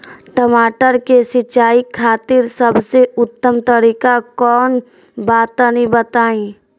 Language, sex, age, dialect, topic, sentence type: Bhojpuri, female, 18-24, Northern, agriculture, question